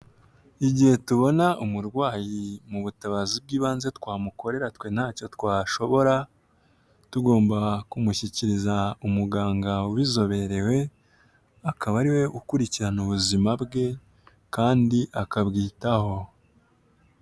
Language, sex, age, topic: Kinyarwanda, male, 18-24, health